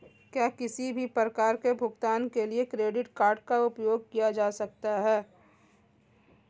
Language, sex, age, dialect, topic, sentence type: Hindi, female, 25-30, Marwari Dhudhari, banking, question